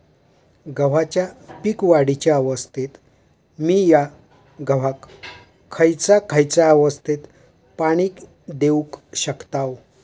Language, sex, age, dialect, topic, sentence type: Marathi, male, 60-100, Southern Konkan, agriculture, question